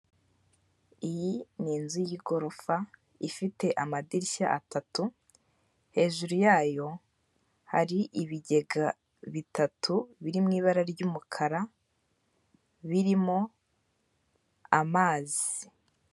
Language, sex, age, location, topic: Kinyarwanda, female, 18-24, Kigali, government